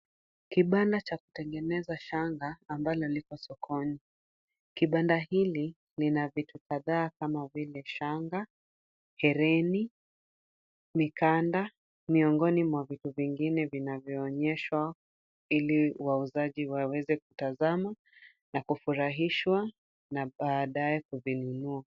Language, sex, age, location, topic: Swahili, female, 25-35, Kisumu, finance